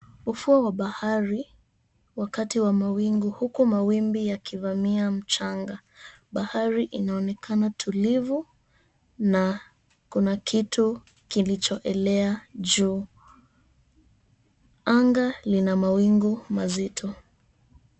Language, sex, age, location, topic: Swahili, female, 25-35, Mombasa, government